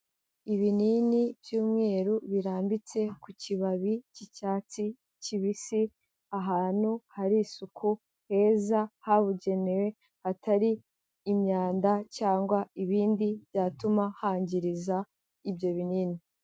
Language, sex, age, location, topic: Kinyarwanda, female, 18-24, Kigali, health